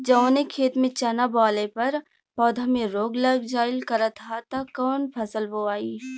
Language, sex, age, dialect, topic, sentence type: Bhojpuri, female, 41-45, Western, agriculture, question